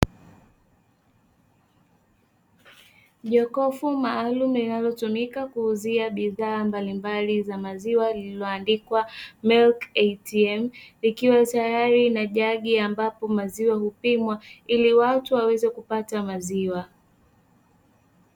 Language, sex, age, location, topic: Swahili, female, 18-24, Dar es Salaam, finance